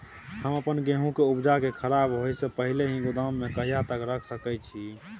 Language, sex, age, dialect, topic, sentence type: Maithili, male, 18-24, Bajjika, agriculture, question